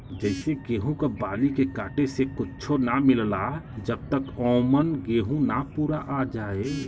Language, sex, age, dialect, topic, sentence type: Bhojpuri, male, 36-40, Western, agriculture, statement